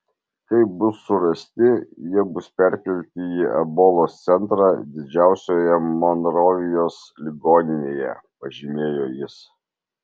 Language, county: Lithuanian, Marijampolė